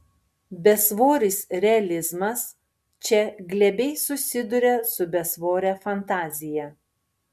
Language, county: Lithuanian, Panevėžys